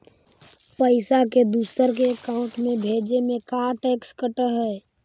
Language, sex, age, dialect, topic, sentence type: Magahi, male, 51-55, Central/Standard, banking, question